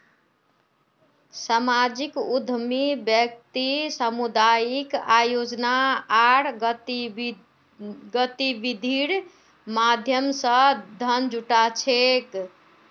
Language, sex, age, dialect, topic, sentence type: Magahi, female, 41-45, Northeastern/Surjapuri, banking, statement